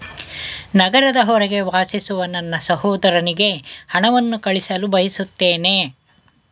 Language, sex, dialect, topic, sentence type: Kannada, male, Mysore Kannada, banking, statement